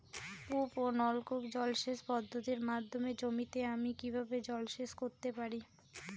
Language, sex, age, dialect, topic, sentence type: Bengali, female, 18-24, Rajbangshi, agriculture, question